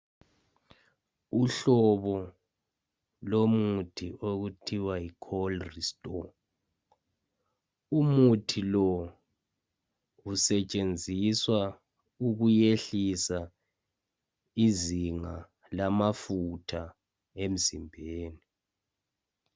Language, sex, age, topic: North Ndebele, male, 25-35, health